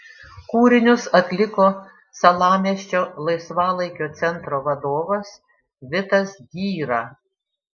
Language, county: Lithuanian, Šiauliai